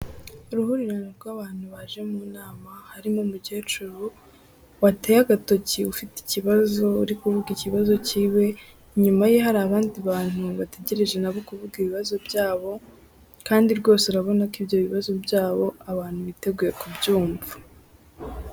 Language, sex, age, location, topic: Kinyarwanda, female, 18-24, Musanze, government